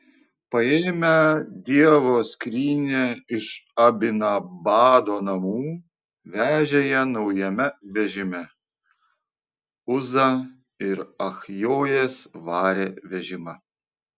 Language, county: Lithuanian, Vilnius